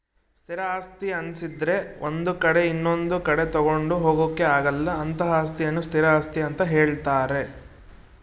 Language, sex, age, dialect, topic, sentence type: Kannada, male, 18-24, Central, banking, statement